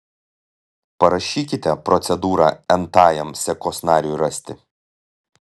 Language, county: Lithuanian, Telšiai